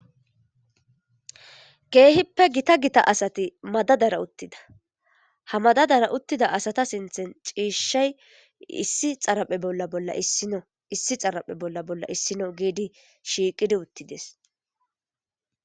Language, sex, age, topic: Gamo, female, 25-35, government